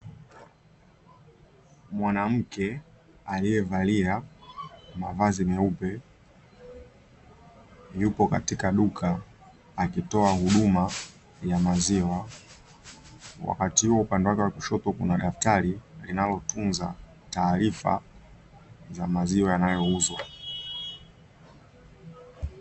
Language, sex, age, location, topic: Swahili, male, 25-35, Dar es Salaam, finance